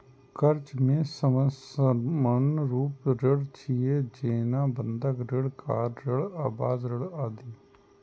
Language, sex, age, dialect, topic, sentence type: Maithili, male, 36-40, Eastern / Thethi, banking, statement